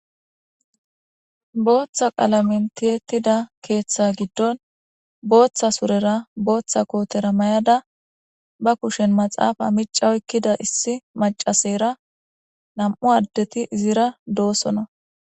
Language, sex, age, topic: Gamo, female, 18-24, government